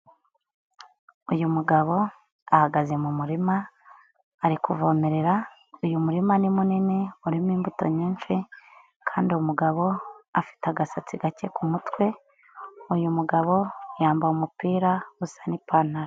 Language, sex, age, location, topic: Kinyarwanda, female, 25-35, Nyagatare, agriculture